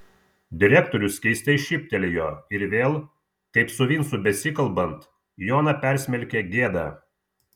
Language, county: Lithuanian, Vilnius